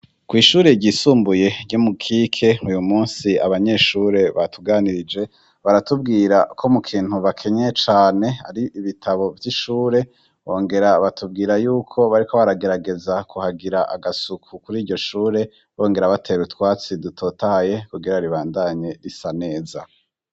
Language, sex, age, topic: Rundi, male, 25-35, education